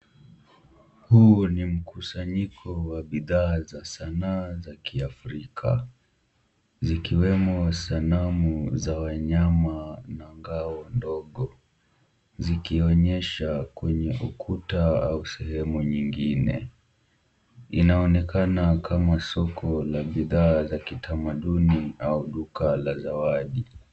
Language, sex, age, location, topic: Swahili, male, 18-24, Kisumu, finance